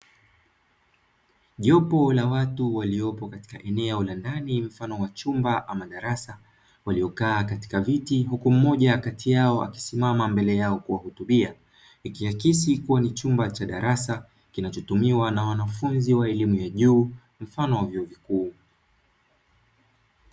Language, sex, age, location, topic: Swahili, male, 25-35, Dar es Salaam, education